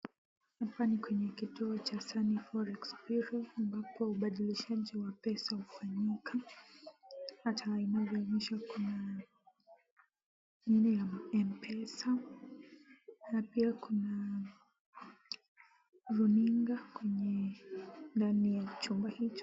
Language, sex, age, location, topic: Swahili, female, 18-24, Kisumu, finance